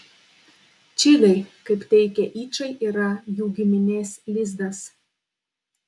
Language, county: Lithuanian, Panevėžys